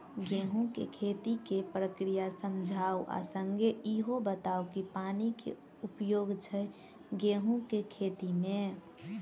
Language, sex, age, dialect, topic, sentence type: Maithili, female, 18-24, Southern/Standard, agriculture, question